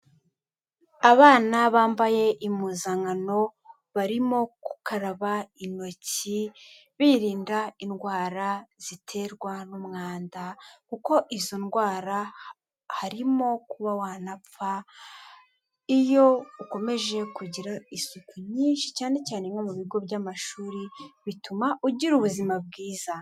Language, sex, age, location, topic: Kinyarwanda, female, 18-24, Kigali, health